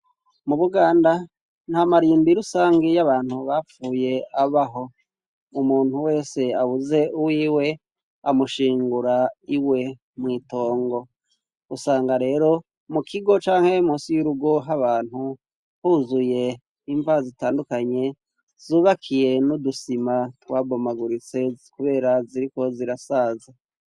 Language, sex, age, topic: Rundi, male, 36-49, education